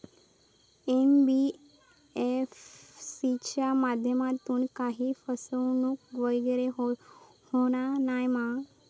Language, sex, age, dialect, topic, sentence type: Marathi, female, 18-24, Southern Konkan, banking, question